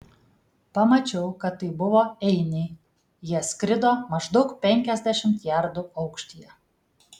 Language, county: Lithuanian, Kaunas